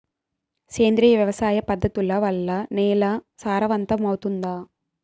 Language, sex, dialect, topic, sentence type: Telugu, female, Southern, agriculture, question